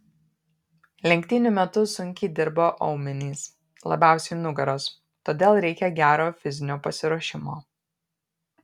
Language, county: Lithuanian, Panevėžys